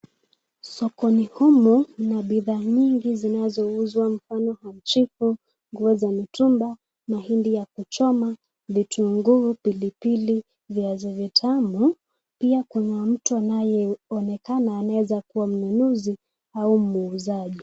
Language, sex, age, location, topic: Swahili, female, 18-24, Nakuru, finance